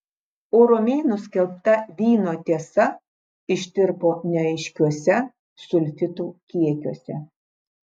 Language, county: Lithuanian, Klaipėda